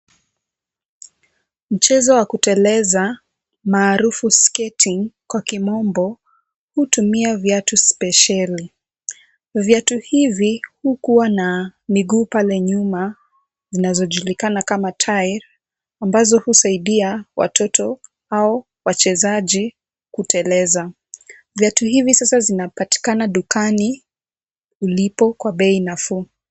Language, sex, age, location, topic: Swahili, female, 18-24, Kisumu, finance